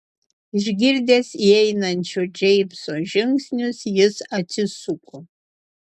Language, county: Lithuanian, Utena